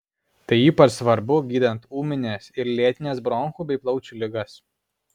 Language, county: Lithuanian, Alytus